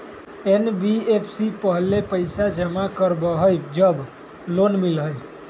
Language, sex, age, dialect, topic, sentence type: Magahi, male, 18-24, Western, banking, question